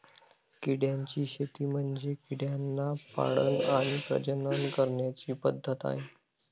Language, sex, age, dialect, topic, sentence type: Marathi, male, 18-24, Northern Konkan, agriculture, statement